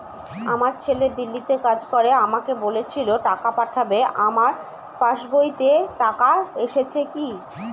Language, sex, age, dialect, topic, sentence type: Bengali, female, 25-30, Northern/Varendri, banking, question